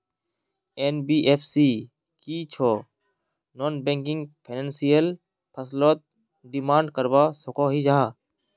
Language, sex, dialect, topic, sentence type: Magahi, male, Northeastern/Surjapuri, banking, question